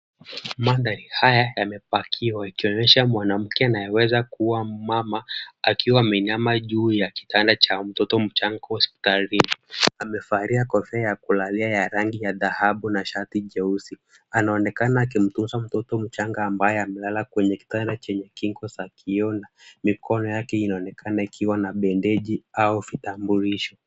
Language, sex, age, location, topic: Swahili, male, 18-24, Kisumu, health